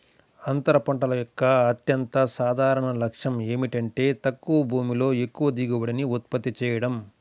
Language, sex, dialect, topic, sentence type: Telugu, male, Central/Coastal, agriculture, statement